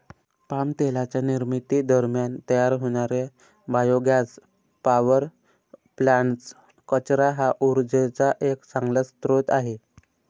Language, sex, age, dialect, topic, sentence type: Marathi, male, 18-24, Varhadi, agriculture, statement